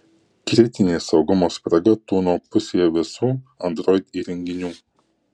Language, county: Lithuanian, Kaunas